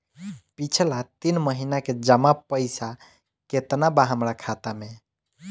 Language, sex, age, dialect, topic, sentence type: Bhojpuri, male, 25-30, Southern / Standard, banking, question